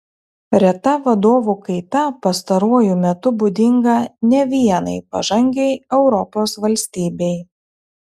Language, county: Lithuanian, Telšiai